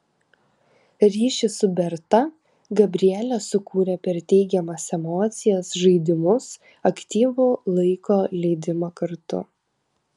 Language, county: Lithuanian, Kaunas